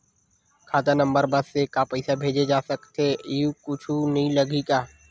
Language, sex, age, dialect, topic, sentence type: Chhattisgarhi, male, 18-24, Western/Budati/Khatahi, banking, question